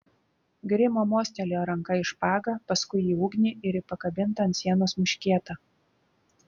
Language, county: Lithuanian, Klaipėda